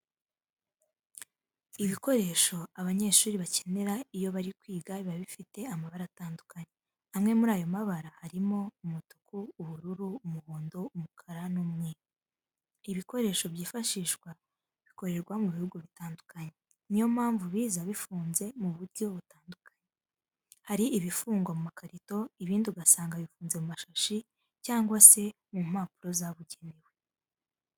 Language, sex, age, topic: Kinyarwanda, female, 18-24, education